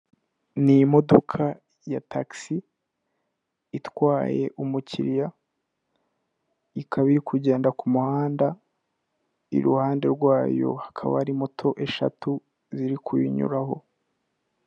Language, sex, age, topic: Kinyarwanda, male, 18-24, government